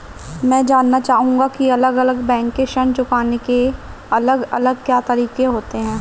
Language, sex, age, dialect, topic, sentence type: Hindi, male, 25-30, Marwari Dhudhari, banking, question